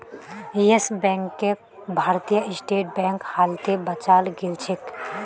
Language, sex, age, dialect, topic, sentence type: Magahi, female, 18-24, Northeastern/Surjapuri, banking, statement